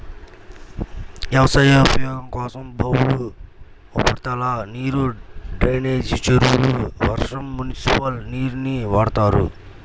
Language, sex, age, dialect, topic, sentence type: Telugu, male, 18-24, Central/Coastal, agriculture, statement